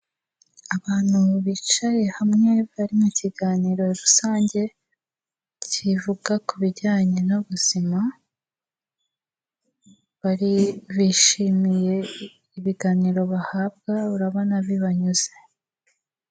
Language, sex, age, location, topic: Kinyarwanda, female, 18-24, Kigali, health